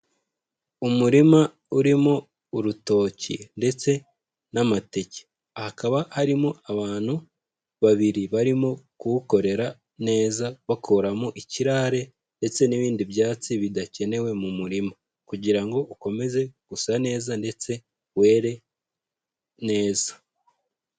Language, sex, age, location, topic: Kinyarwanda, male, 18-24, Huye, agriculture